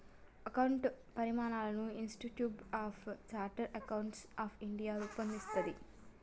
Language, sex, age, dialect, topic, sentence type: Telugu, female, 18-24, Telangana, banking, statement